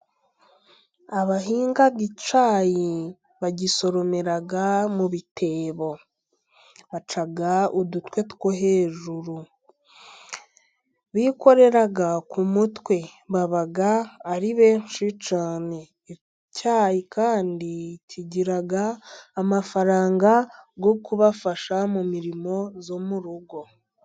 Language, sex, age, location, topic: Kinyarwanda, female, 18-24, Musanze, agriculture